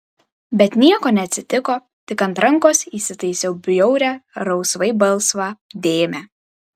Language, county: Lithuanian, Vilnius